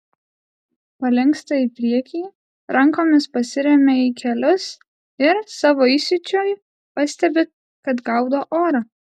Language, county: Lithuanian, Alytus